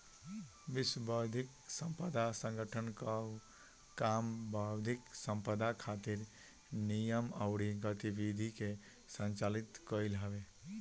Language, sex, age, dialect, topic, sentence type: Bhojpuri, male, 18-24, Northern, banking, statement